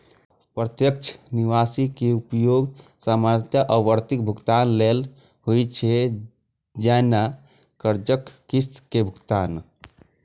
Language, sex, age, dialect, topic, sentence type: Maithili, male, 25-30, Eastern / Thethi, banking, statement